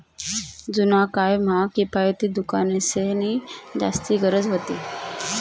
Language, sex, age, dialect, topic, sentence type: Marathi, female, 31-35, Northern Konkan, banking, statement